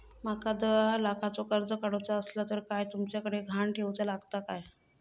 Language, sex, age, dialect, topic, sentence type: Marathi, female, 36-40, Southern Konkan, banking, question